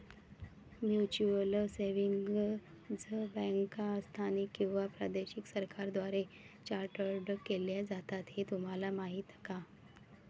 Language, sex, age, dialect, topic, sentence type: Marathi, female, 31-35, Varhadi, banking, statement